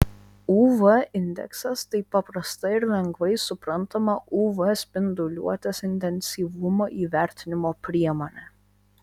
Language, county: Lithuanian, Vilnius